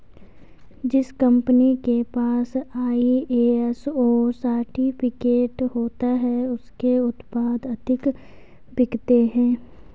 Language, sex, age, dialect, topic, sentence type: Hindi, female, 18-24, Garhwali, banking, statement